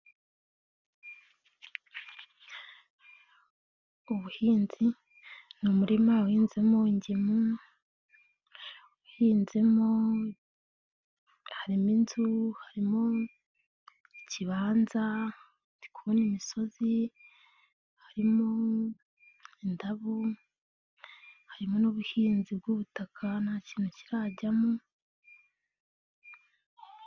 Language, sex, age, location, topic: Kinyarwanda, female, 18-24, Nyagatare, agriculture